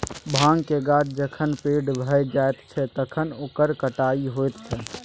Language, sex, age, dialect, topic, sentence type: Maithili, male, 18-24, Bajjika, agriculture, statement